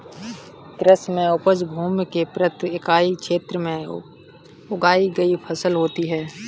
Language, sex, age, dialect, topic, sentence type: Hindi, male, 18-24, Kanauji Braj Bhasha, banking, statement